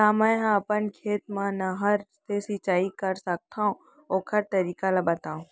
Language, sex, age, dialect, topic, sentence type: Chhattisgarhi, female, 18-24, Central, agriculture, question